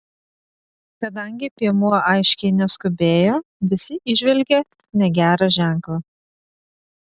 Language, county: Lithuanian, Vilnius